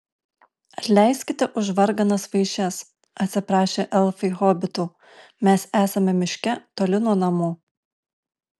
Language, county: Lithuanian, Alytus